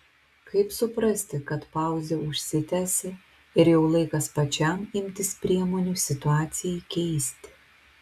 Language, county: Lithuanian, Telšiai